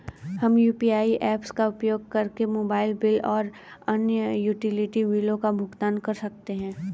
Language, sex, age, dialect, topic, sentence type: Hindi, female, 31-35, Hindustani Malvi Khadi Boli, banking, statement